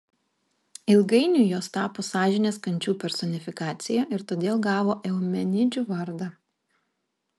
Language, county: Lithuanian, Vilnius